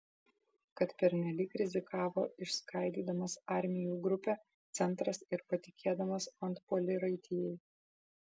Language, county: Lithuanian, Vilnius